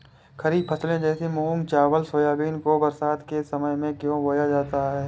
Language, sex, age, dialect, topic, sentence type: Hindi, male, 18-24, Awadhi Bundeli, agriculture, question